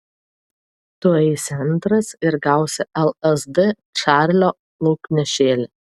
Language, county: Lithuanian, Vilnius